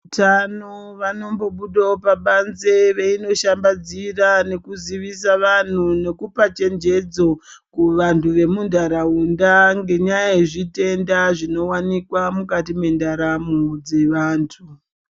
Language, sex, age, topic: Ndau, female, 36-49, health